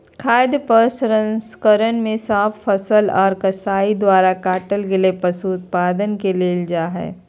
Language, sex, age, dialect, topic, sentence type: Magahi, female, 31-35, Southern, agriculture, statement